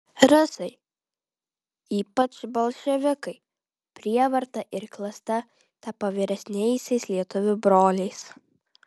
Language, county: Lithuanian, Vilnius